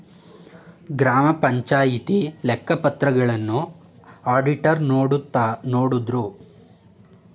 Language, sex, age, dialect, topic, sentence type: Kannada, male, 18-24, Mysore Kannada, banking, statement